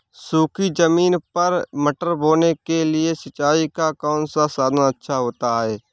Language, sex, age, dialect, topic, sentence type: Hindi, male, 31-35, Awadhi Bundeli, agriculture, question